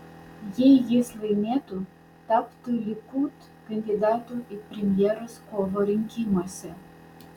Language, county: Lithuanian, Vilnius